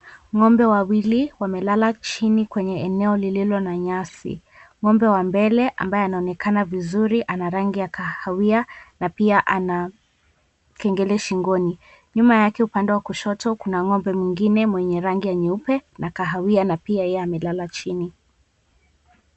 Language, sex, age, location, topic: Swahili, female, 18-24, Mombasa, agriculture